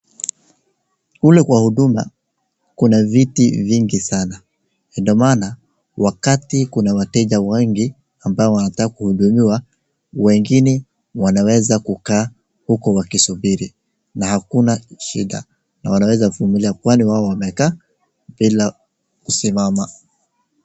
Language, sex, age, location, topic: Swahili, male, 25-35, Wajir, government